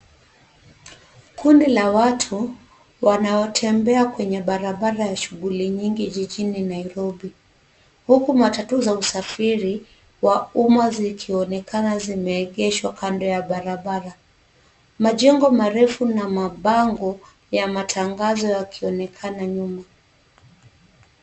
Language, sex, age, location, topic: Swahili, female, 36-49, Nairobi, government